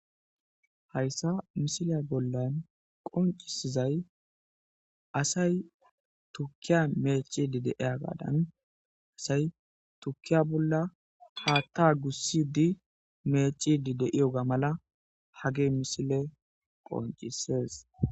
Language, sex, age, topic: Gamo, male, 18-24, agriculture